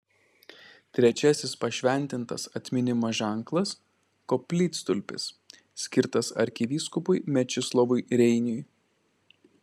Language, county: Lithuanian, Klaipėda